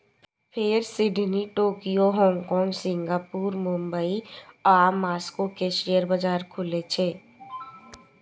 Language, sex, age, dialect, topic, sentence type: Maithili, female, 18-24, Eastern / Thethi, banking, statement